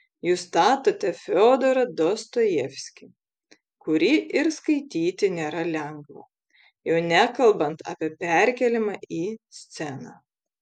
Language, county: Lithuanian, Vilnius